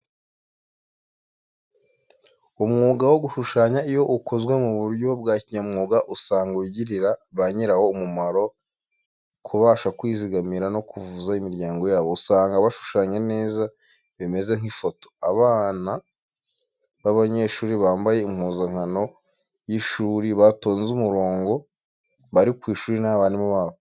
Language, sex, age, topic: Kinyarwanda, male, 25-35, education